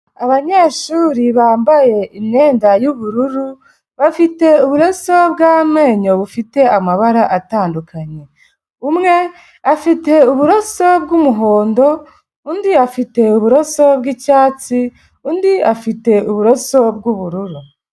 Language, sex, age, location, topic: Kinyarwanda, female, 25-35, Kigali, health